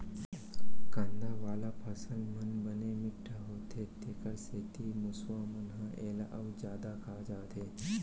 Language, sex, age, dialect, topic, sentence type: Chhattisgarhi, male, 60-100, Central, agriculture, statement